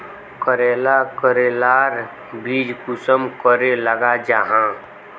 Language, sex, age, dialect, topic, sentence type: Magahi, male, 18-24, Northeastern/Surjapuri, agriculture, question